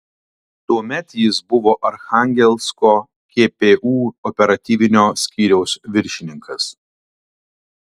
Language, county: Lithuanian, Alytus